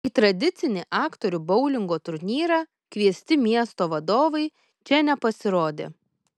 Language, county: Lithuanian, Kaunas